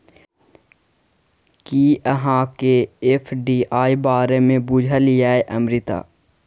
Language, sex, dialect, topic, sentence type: Maithili, male, Bajjika, banking, statement